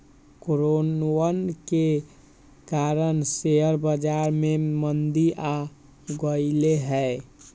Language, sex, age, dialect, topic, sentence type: Magahi, male, 56-60, Western, banking, statement